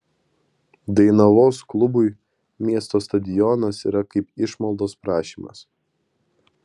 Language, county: Lithuanian, Kaunas